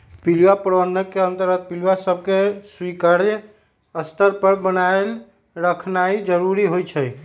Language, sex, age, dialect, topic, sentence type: Magahi, male, 51-55, Western, agriculture, statement